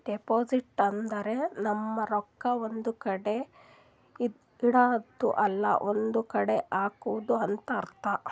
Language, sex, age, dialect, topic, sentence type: Kannada, female, 31-35, Northeastern, banking, statement